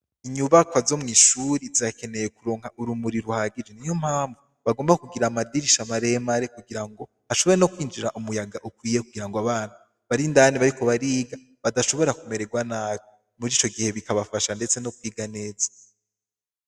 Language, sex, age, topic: Rundi, male, 18-24, education